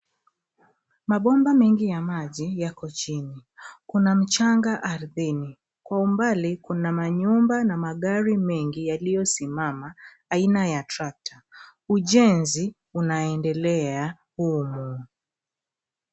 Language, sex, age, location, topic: Swahili, female, 25-35, Nairobi, government